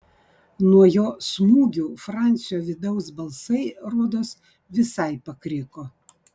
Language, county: Lithuanian, Vilnius